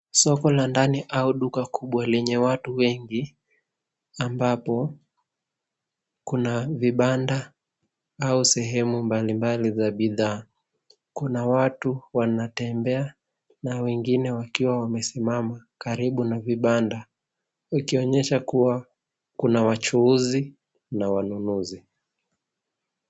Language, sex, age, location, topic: Swahili, male, 18-24, Nairobi, finance